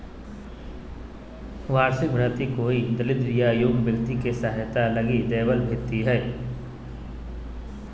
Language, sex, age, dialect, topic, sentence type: Magahi, male, 18-24, Southern, banking, statement